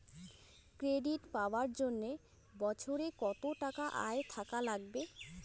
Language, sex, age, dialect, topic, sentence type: Bengali, female, 18-24, Rajbangshi, banking, question